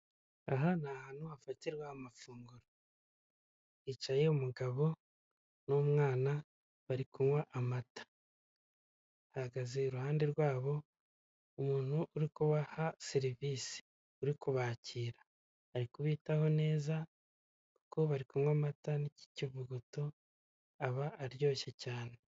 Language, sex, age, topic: Kinyarwanda, male, 25-35, finance